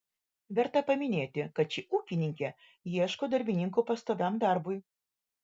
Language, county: Lithuanian, Vilnius